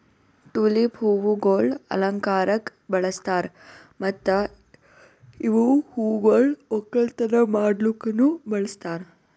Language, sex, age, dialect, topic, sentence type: Kannada, female, 18-24, Northeastern, agriculture, statement